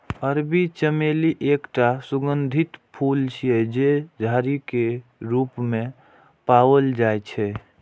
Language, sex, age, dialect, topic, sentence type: Maithili, male, 18-24, Eastern / Thethi, agriculture, statement